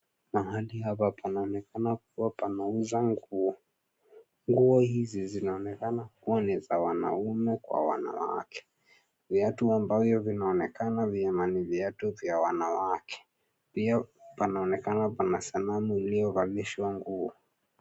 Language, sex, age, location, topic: Swahili, male, 18-24, Nairobi, finance